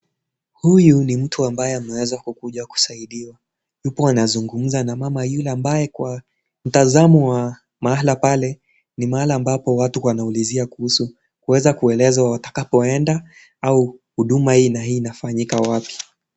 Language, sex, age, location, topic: Swahili, male, 18-24, Kisii, government